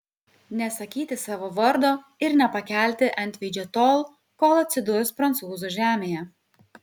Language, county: Lithuanian, Kaunas